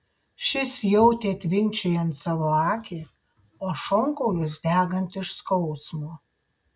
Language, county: Lithuanian, Šiauliai